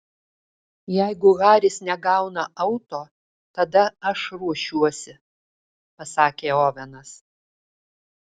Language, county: Lithuanian, Alytus